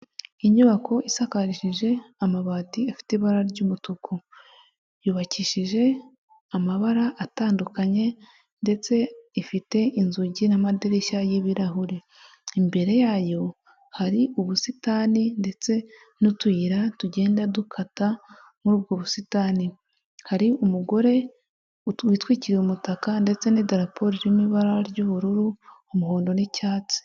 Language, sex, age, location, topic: Kinyarwanda, female, 18-24, Huye, health